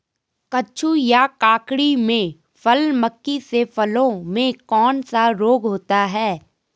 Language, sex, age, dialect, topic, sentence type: Hindi, female, 18-24, Garhwali, agriculture, question